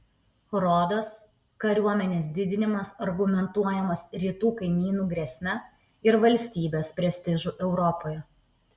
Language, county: Lithuanian, Utena